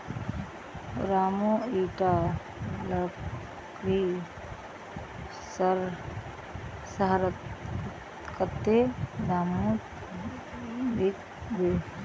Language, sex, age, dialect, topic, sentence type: Magahi, female, 25-30, Northeastern/Surjapuri, agriculture, statement